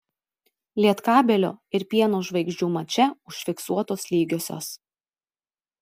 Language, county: Lithuanian, Telšiai